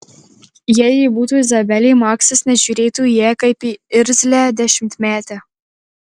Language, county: Lithuanian, Marijampolė